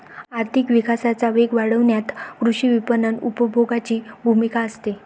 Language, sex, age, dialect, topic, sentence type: Marathi, female, 25-30, Varhadi, agriculture, statement